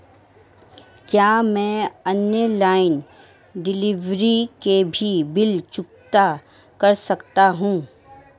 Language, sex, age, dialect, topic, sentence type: Hindi, female, 31-35, Marwari Dhudhari, banking, question